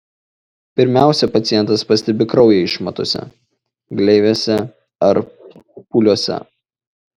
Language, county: Lithuanian, Šiauliai